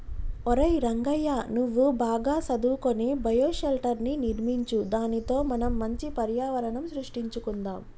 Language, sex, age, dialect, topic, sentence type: Telugu, female, 25-30, Telangana, agriculture, statement